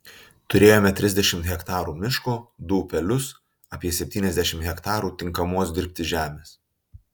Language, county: Lithuanian, Utena